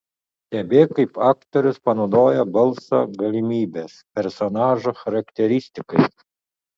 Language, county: Lithuanian, Utena